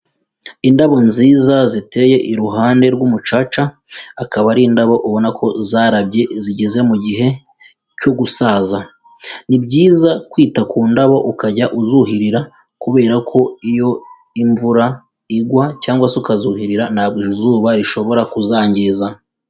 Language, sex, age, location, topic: Kinyarwanda, female, 25-35, Kigali, agriculture